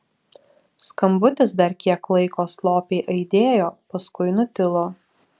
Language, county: Lithuanian, Vilnius